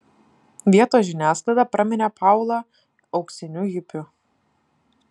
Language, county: Lithuanian, Klaipėda